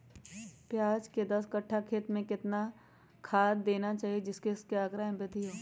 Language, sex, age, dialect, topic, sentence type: Magahi, female, 25-30, Western, agriculture, question